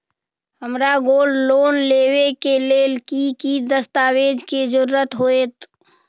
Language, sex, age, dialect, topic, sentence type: Magahi, female, 36-40, Western, banking, question